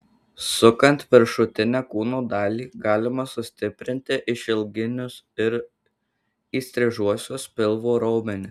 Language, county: Lithuanian, Marijampolė